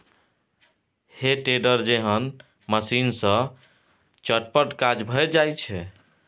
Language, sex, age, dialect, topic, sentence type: Maithili, male, 25-30, Bajjika, agriculture, statement